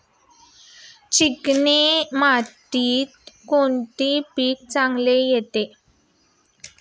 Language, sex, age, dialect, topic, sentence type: Marathi, female, 25-30, Standard Marathi, agriculture, question